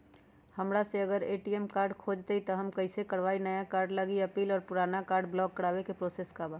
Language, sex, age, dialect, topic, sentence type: Magahi, female, 31-35, Western, banking, question